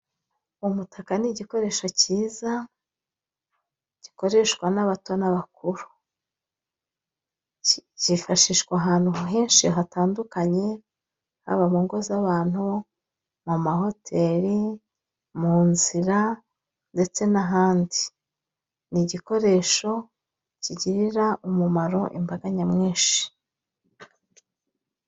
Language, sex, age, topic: Kinyarwanda, female, 25-35, finance